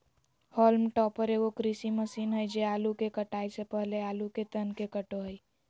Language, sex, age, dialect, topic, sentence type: Magahi, female, 18-24, Southern, agriculture, statement